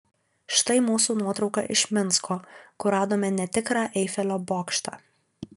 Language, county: Lithuanian, Alytus